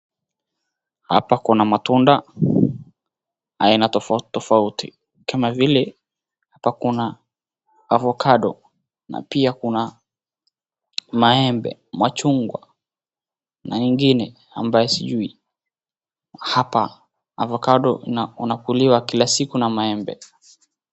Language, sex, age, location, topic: Swahili, female, 36-49, Wajir, finance